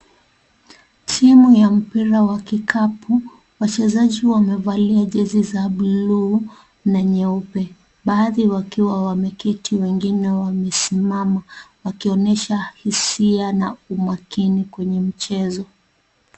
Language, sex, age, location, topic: Swahili, female, 36-49, Kisii, government